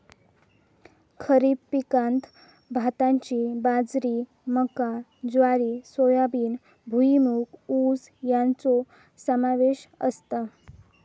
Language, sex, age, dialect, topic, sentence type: Marathi, female, 18-24, Southern Konkan, agriculture, statement